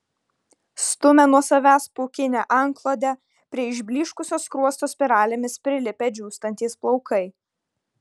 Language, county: Lithuanian, Vilnius